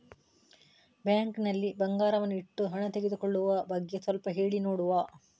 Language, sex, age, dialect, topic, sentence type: Kannada, female, 31-35, Coastal/Dakshin, banking, question